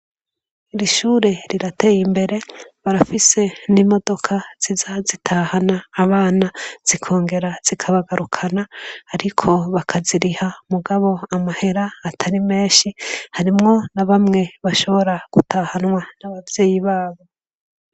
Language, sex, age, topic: Rundi, female, 25-35, education